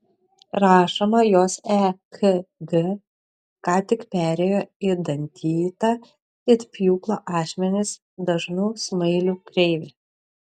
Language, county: Lithuanian, Šiauliai